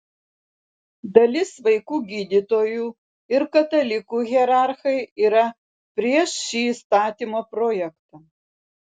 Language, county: Lithuanian, Vilnius